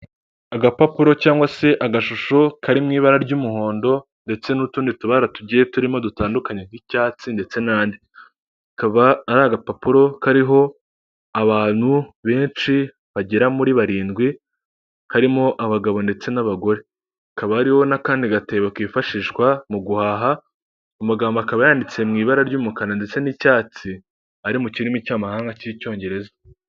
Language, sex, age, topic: Kinyarwanda, male, 18-24, finance